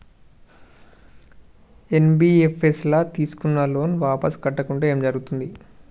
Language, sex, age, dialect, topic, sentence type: Telugu, male, 18-24, Telangana, banking, question